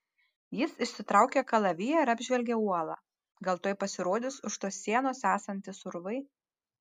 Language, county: Lithuanian, Panevėžys